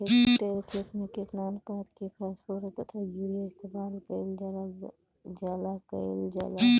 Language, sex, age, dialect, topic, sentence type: Bhojpuri, female, 25-30, Northern, agriculture, question